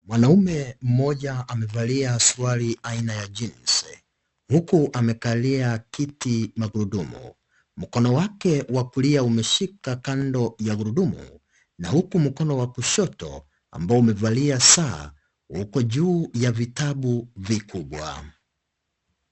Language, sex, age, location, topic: Swahili, male, 25-35, Kisii, education